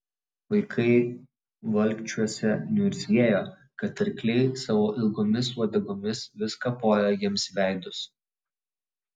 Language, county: Lithuanian, Vilnius